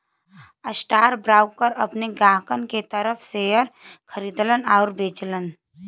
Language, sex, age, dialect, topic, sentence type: Bhojpuri, female, 18-24, Western, banking, statement